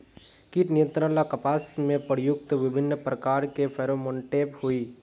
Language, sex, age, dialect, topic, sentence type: Magahi, male, 56-60, Northeastern/Surjapuri, agriculture, question